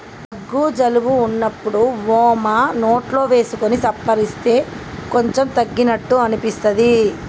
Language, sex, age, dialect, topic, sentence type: Telugu, male, 18-24, Telangana, agriculture, statement